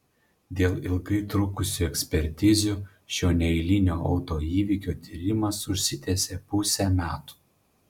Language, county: Lithuanian, Panevėžys